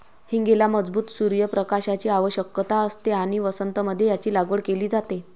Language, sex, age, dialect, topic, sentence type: Marathi, female, 25-30, Varhadi, agriculture, statement